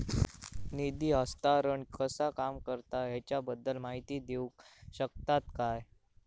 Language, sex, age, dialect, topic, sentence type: Marathi, male, 18-24, Southern Konkan, banking, question